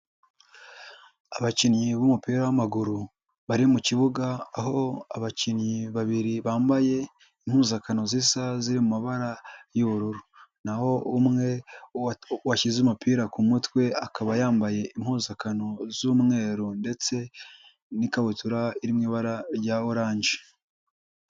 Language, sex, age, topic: Kinyarwanda, male, 18-24, government